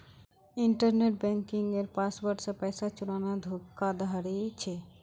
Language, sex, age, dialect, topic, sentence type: Magahi, female, 46-50, Northeastern/Surjapuri, banking, statement